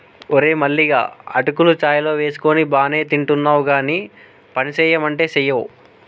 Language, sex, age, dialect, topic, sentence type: Telugu, male, 18-24, Telangana, agriculture, statement